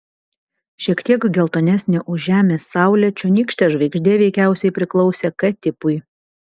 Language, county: Lithuanian, Vilnius